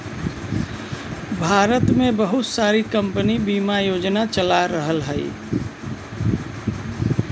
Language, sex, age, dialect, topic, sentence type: Bhojpuri, male, 41-45, Western, banking, statement